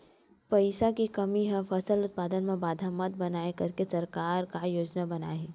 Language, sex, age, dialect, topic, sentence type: Chhattisgarhi, female, 56-60, Western/Budati/Khatahi, agriculture, question